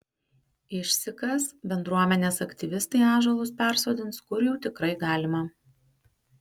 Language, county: Lithuanian, Panevėžys